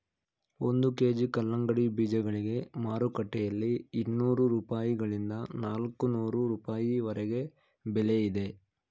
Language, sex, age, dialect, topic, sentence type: Kannada, male, 18-24, Mysore Kannada, agriculture, statement